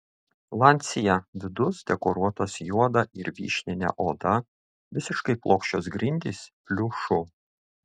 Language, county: Lithuanian, Šiauliai